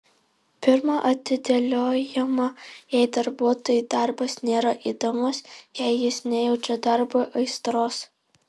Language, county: Lithuanian, Alytus